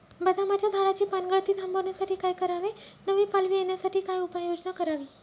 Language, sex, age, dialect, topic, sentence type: Marathi, male, 18-24, Northern Konkan, agriculture, question